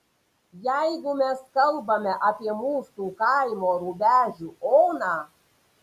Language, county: Lithuanian, Panevėžys